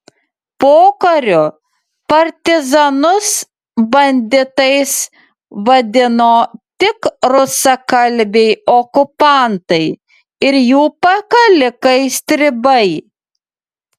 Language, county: Lithuanian, Utena